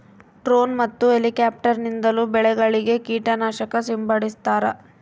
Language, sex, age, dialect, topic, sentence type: Kannada, female, 25-30, Central, agriculture, statement